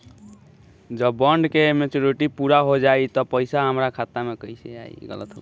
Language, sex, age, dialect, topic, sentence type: Bhojpuri, male, 18-24, Southern / Standard, banking, question